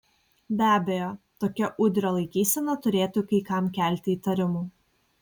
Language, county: Lithuanian, Kaunas